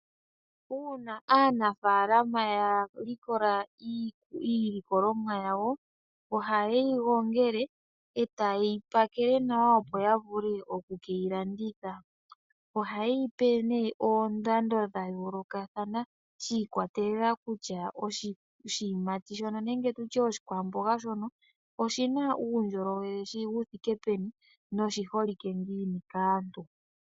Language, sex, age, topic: Oshiwambo, male, 25-35, agriculture